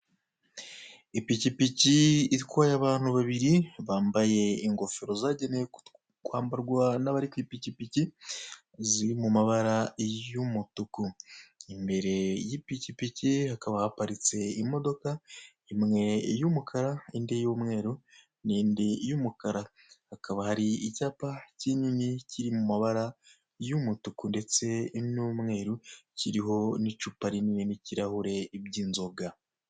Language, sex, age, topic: Kinyarwanda, male, 25-35, finance